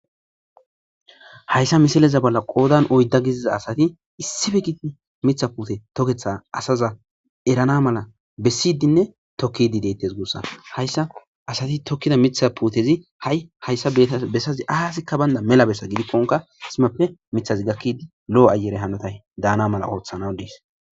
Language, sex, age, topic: Gamo, male, 25-35, agriculture